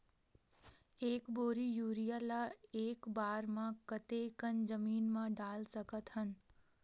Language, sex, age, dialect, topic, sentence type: Chhattisgarhi, female, 18-24, Western/Budati/Khatahi, agriculture, question